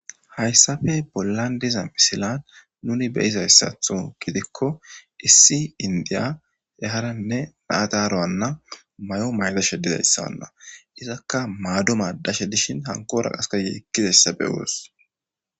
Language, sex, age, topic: Gamo, male, 18-24, government